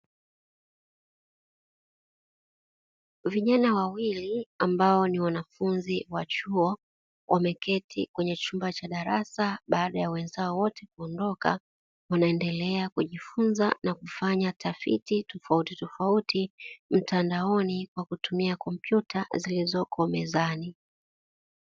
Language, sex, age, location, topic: Swahili, female, 36-49, Dar es Salaam, education